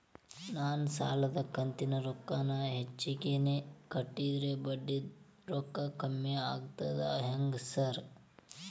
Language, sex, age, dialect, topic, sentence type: Kannada, male, 18-24, Dharwad Kannada, banking, question